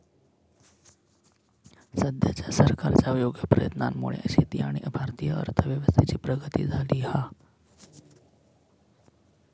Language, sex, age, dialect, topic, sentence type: Marathi, male, 25-30, Southern Konkan, agriculture, statement